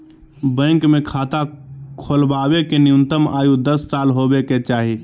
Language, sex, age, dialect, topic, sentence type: Magahi, male, 18-24, Southern, banking, statement